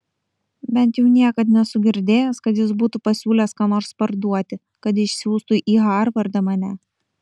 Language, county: Lithuanian, Kaunas